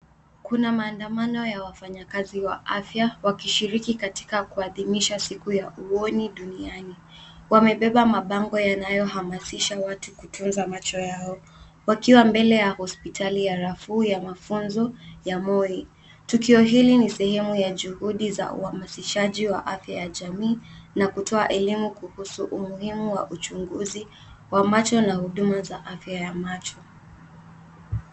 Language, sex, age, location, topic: Swahili, female, 18-24, Nairobi, health